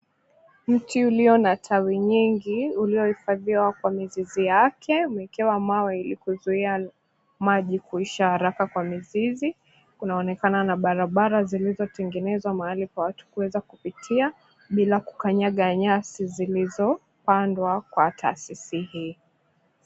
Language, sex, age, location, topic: Swahili, female, 25-35, Mombasa, agriculture